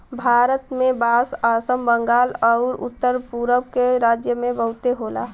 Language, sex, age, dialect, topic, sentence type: Bhojpuri, female, 18-24, Western, agriculture, statement